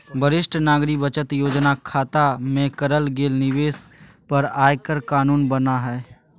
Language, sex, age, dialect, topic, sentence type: Magahi, male, 31-35, Southern, banking, statement